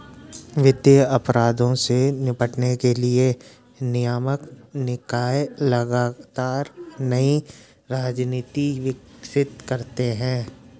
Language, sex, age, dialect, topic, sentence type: Hindi, male, 18-24, Garhwali, banking, statement